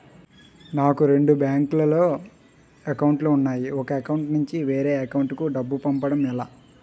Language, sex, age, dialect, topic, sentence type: Telugu, male, 18-24, Utterandhra, banking, question